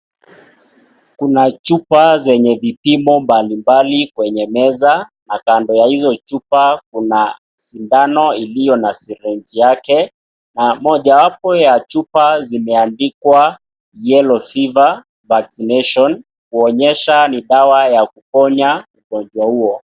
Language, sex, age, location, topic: Swahili, male, 25-35, Nakuru, health